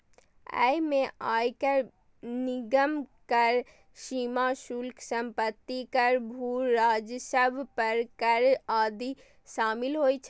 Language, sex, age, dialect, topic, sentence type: Maithili, female, 36-40, Eastern / Thethi, banking, statement